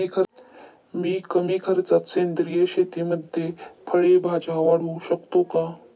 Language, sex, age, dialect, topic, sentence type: Marathi, male, 18-24, Standard Marathi, agriculture, question